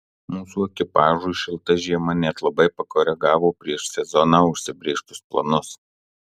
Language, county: Lithuanian, Marijampolė